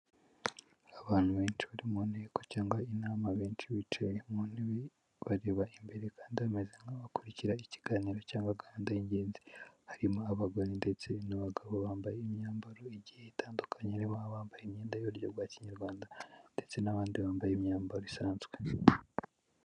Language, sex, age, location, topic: Kinyarwanda, male, 18-24, Kigali, health